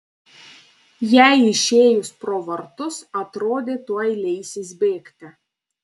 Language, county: Lithuanian, Panevėžys